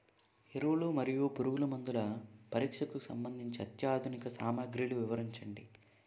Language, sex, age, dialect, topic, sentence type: Telugu, male, 18-24, Utterandhra, agriculture, question